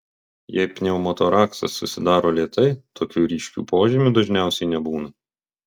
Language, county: Lithuanian, Vilnius